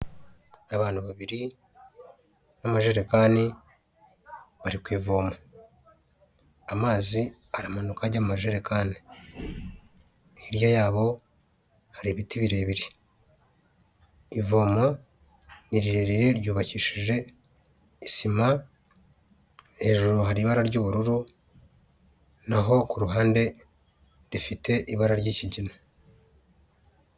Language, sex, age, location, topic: Kinyarwanda, male, 36-49, Huye, health